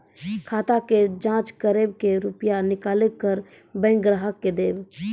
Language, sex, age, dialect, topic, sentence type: Maithili, female, 36-40, Angika, banking, question